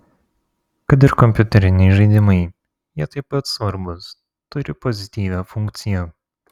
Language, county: Lithuanian, Vilnius